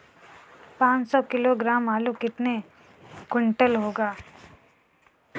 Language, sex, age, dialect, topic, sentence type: Hindi, female, 41-45, Kanauji Braj Bhasha, agriculture, question